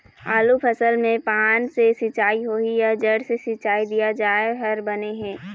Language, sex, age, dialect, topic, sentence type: Chhattisgarhi, female, 18-24, Eastern, agriculture, question